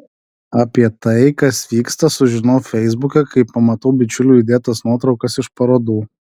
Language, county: Lithuanian, Alytus